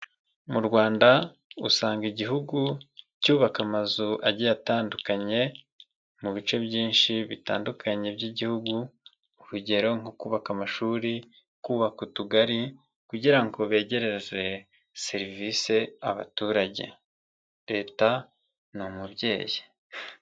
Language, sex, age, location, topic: Kinyarwanda, male, 25-35, Nyagatare, government